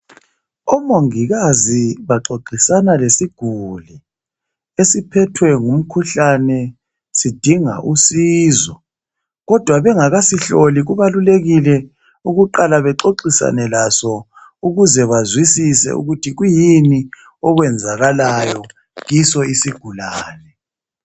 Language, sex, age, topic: North Ndebele, male, 36-49, health